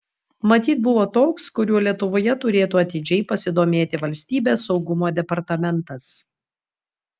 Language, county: Lithuanian, Vilnius